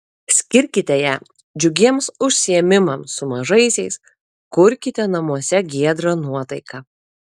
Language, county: Lithuanian, Kaunas